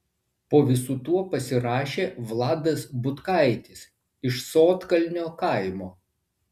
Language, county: Lithuanian, Vilnius